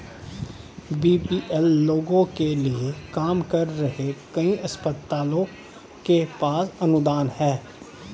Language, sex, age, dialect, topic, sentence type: Hindi, male, 36-40, Hindustani Malvi Khadi Boli, banking, statement